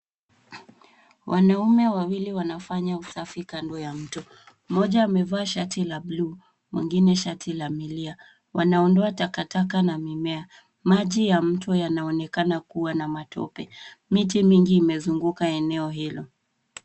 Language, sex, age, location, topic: Swahili, female, 18-24, Nairobi, government